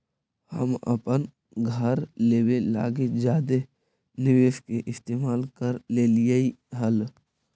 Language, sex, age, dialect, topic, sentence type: Magahi, male, 18-24, Central/Standard, banking, statement